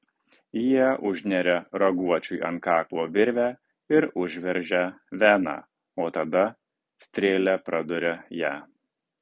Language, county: Lithuanian, Kaunas